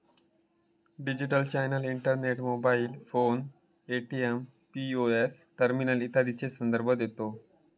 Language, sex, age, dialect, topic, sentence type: Marathi, male, 25-30, Southern Konkan, banking, statement